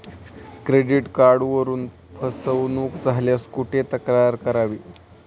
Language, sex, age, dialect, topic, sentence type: Marathi, male, 18-24, Standard Marathi, banking, question